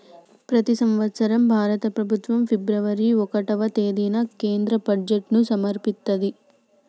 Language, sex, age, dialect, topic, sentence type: Telugu, female, 18-24, Telangana, banking, statement